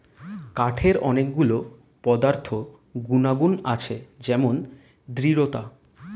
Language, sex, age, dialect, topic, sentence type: Bengali, male, 25-30, Standard Colloquial, agriculture, statement